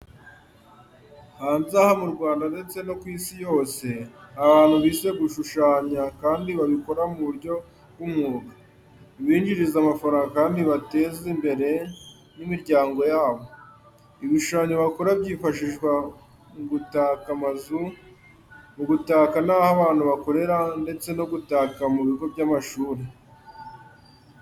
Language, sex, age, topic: Kinyarwanda, male, 18-24, education